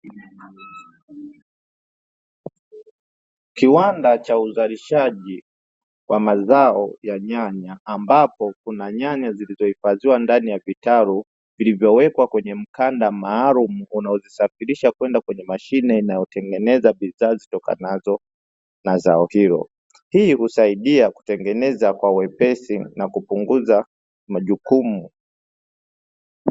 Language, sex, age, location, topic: Swahili, male, 25-35, Dar es Salaam, agriculture